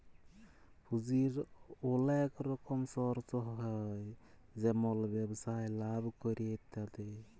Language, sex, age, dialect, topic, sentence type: Bengali, male, 31-35, Jharkhandi, banking, statement